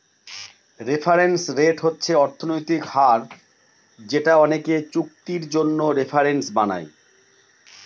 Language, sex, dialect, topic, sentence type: Bengali, male, Northern/Varendri, banking, statement